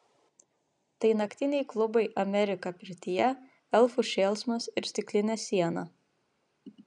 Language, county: Lithuanian, Vilnius